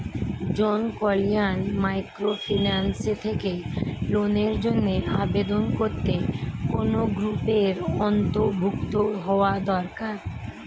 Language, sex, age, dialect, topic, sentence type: Bengali, female, 36-40, Standard Colloquial, banking, question